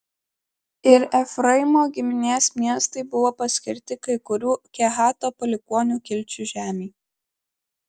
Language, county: Lithuanian, Klaipėda